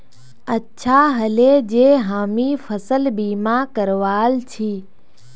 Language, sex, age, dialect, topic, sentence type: Magahi, female, 18-24, Northeastern/Surjapuri, agriculture, statement